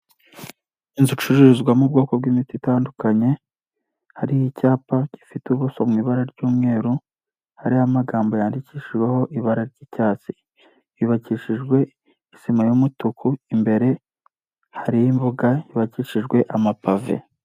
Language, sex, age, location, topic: Kinyarwanda, male, 18-24, Nyagatare, health